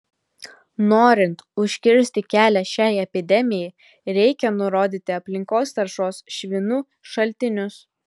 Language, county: Lithuanian, Telšiai